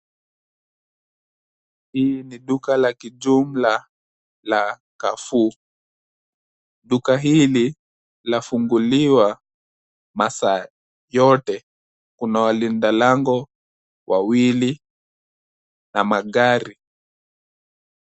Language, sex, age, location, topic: Swahili, male, 18-24, Nairobi, finance